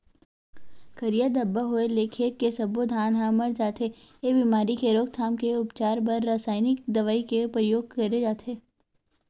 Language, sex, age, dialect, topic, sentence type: Chhattisgarhi, female, 18-24, Western/Budati/Khatahi, agriculture, statement